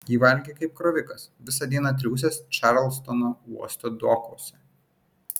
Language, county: Lithuanian, Vilnius